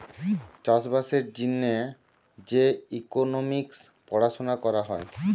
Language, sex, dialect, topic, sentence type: Bengali, male, Western, banking, statement